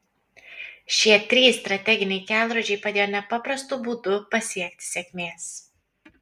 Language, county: Lithuanian, Kaunas